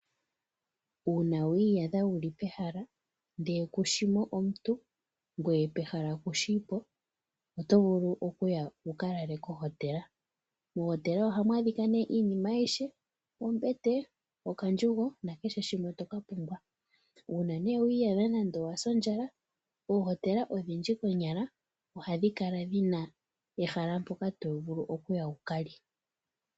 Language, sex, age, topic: Oshiwambo, female, 18-24, finance